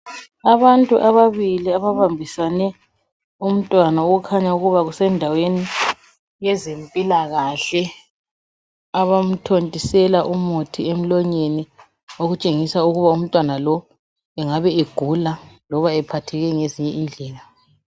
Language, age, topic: North Ndebele, 36-49, health